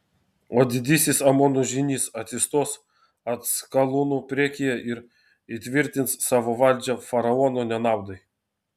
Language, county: Lithuanian, Vilnius